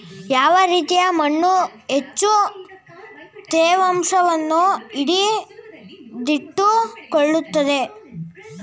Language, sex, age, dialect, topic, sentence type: Kannada, female, 18-24, Mysore Kannada, agriculture, statement